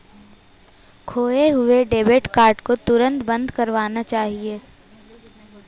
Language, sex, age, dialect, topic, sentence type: Hindi, female, 18-24, Hindustani Malvi Khadi Boli, banking, statement